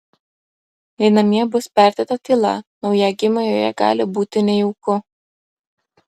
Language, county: Lithuanian, Klaipėda